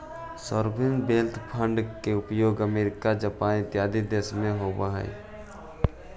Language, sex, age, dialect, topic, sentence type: Magahi, male, 18-24, Central/Standard, agriculture, statement